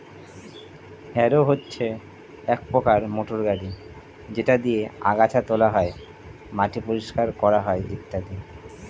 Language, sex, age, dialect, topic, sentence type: Bengali, male, 31-35, Standard Colloquial, agriculture, statement